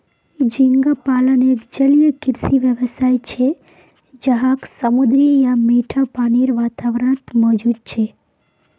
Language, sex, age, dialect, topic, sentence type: Magahi, female, 18-24, Northeastern/Surjapuri, agriculture, statement